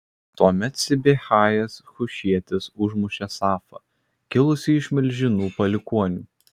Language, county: Lithuanian, Kaunas